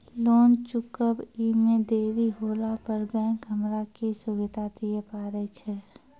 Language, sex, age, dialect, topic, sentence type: Maithili, female, 31-35, Angika, banking, question